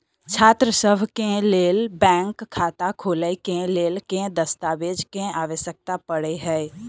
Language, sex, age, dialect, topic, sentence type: Maithili, female, 18-24, Southern/Standard, banking, question